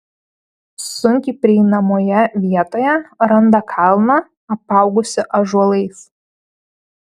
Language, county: Lithuanian, Panevėžys